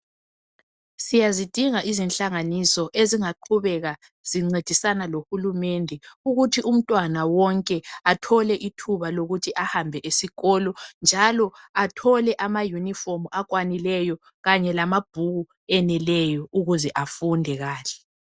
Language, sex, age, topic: North Ndebele, female, 25-35, education